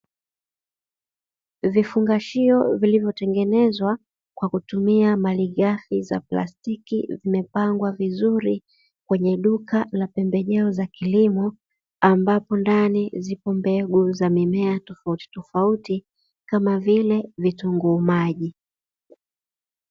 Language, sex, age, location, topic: Swahili, female, 36-49, Dar es Salaam, agriculture